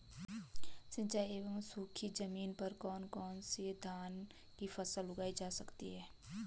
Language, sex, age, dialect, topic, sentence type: Hindi, female, 25-30, Garhwali, agriculture, question